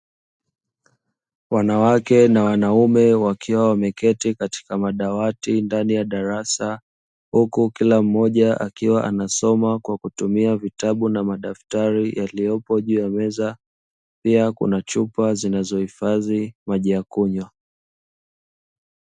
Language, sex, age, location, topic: Swahili, male, 25-35, Dar es Salaam, education